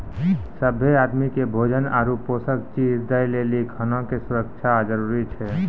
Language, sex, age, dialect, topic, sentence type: Maithili, male, 18-24, Angika, agriculture, statement